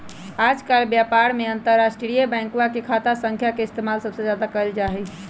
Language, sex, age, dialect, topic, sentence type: Magahi, male, 18-24, Western, banking, statement